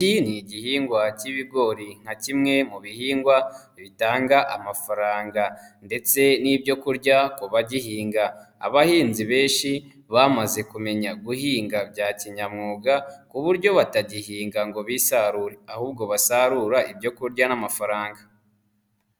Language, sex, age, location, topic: Kinyarwanda, female, 25-35, Nyagatare, agriculture